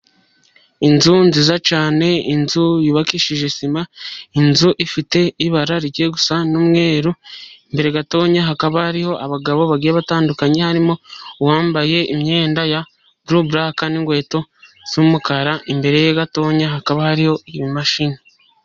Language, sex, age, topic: Kinyarwanda, female, 25-35, government